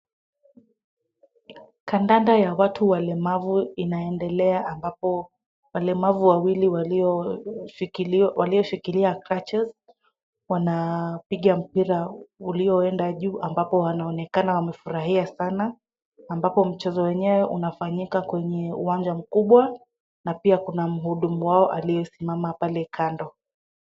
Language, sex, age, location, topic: Swahili, female, 25-35, Kisumu, education